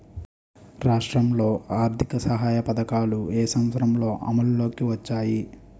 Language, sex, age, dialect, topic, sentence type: Telugu, male, 25-30, Utterandhra, agriculture, question